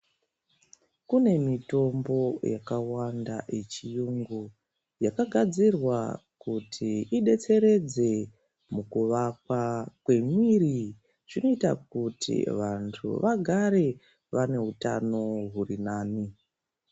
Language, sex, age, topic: Ndau, female, 36-49, health